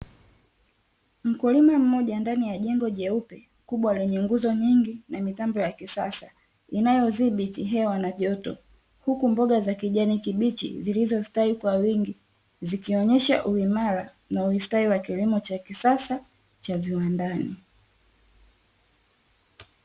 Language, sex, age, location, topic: Swahili, female, 18-24, Dar es Salaam, agriculture